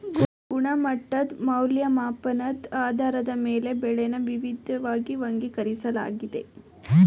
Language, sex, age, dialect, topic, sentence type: Kannada, female, 18-24, Mysore Kannada, agriculture, statement